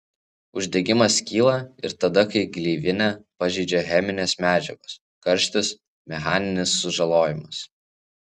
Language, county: Lithuanian, Vilnius